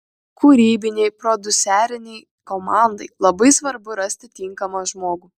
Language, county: Lithuanian, Kaunas